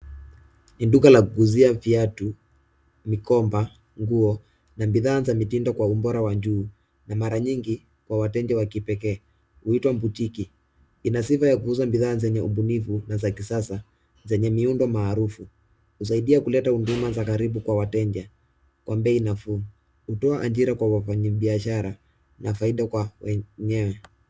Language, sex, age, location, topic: Swahili, male, 18-24, Nairobi, finance